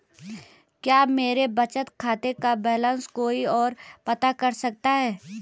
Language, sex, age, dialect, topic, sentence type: Hindi, female, 25-30, Garhwali, banking, question